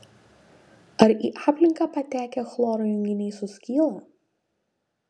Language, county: Lithuanian, Šiauliai